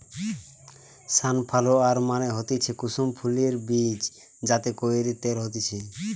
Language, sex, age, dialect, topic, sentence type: Bengali, male, 18-24, Western, agriculture, statement